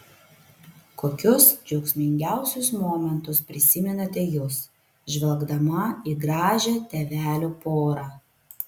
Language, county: Lithuanian, Vilnius